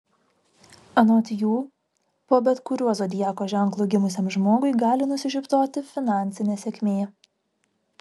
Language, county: Lithuanian, Vilnius